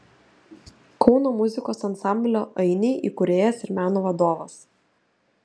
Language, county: Lithuanian, Telšiai